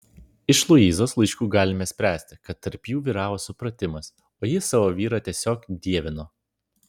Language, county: Lithuanian, Vilnius